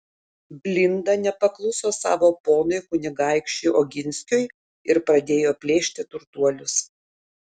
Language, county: Lithuanian, Šiauliai